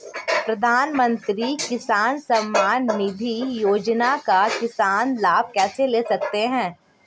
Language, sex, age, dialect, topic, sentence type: Hindi, female, 18-24, Marwari Dhudhari, agriculture, question